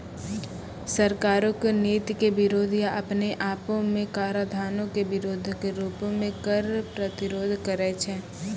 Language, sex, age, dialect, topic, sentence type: Maithili, female, 18-24, Angika, banking, statement